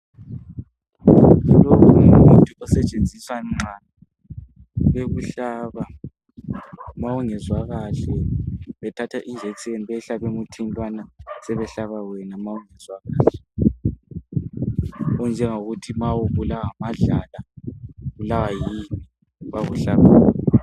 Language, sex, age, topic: North Ndebele, female, 50+, health